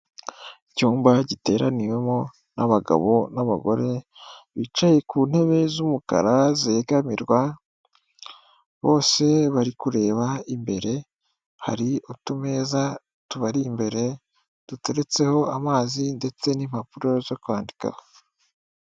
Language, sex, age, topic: Kinyarwanda, male, 18-24, government